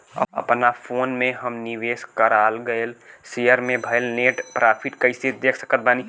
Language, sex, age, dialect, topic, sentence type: Bhojpuri, male, 18-24, Southern / Standard, banking, question